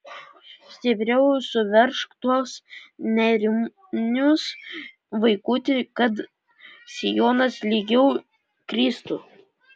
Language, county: Lithuanian, Panevėžys